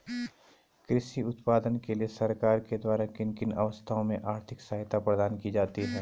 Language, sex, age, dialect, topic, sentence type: Hindi, male, 31-35, Garhwali, agriculture, question